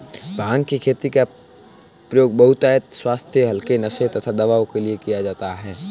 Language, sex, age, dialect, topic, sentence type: Hindi, male, 18-24, Marwari Dhudhari, agriculture, statement